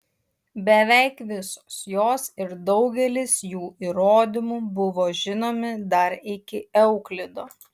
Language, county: Lithuanian, Utena